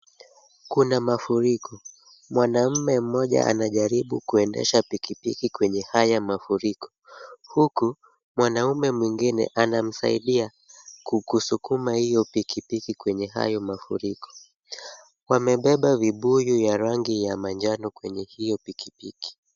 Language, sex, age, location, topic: Swahili, male, 25-35, Kisumu, health